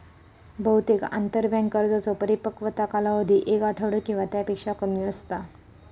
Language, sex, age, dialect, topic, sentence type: Marathi, female, 18-24, Southern Konkan, banking, statement